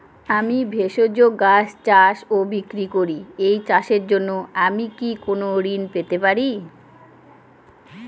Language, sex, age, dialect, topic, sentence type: Bengali, female, 18-24, Northern/Varendri, banking, question